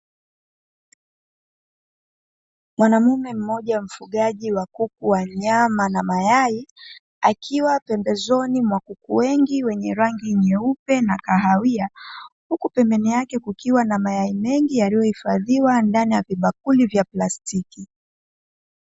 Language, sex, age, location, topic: Swahili, female, 25-35, Dar es Salaam, agriculture